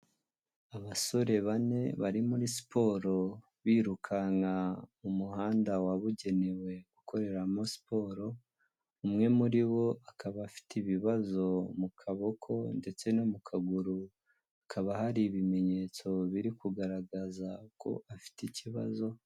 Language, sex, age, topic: Kinyarwanda, male, 18-24, health